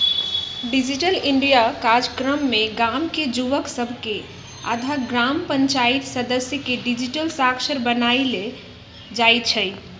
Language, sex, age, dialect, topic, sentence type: Magahi, female, 31-35, Western, banking, statement